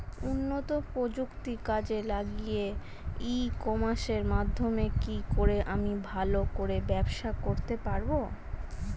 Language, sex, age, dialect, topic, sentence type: Bengali, female, 36-40, Standard Colloquial, agriculture, question